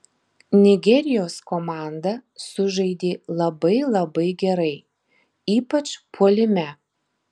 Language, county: Lithuanian, Marijampolė